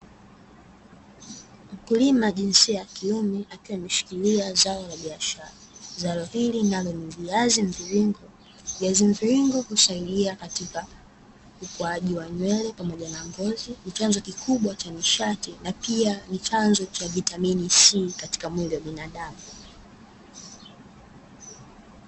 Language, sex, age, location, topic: Swahili, female, 18-24, Dar es Salaam, agriculture